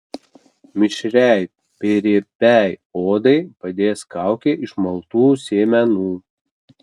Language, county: Lithuanian, Kaunas